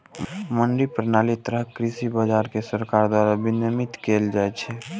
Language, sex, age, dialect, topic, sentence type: Maithili, male, 18-24, Eastern / Thethi, agriculture, statement